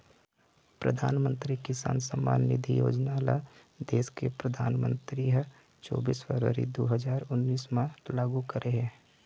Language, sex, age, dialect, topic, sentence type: Chhattisgarhi, male, 25-30, Eastern, agriculture, statement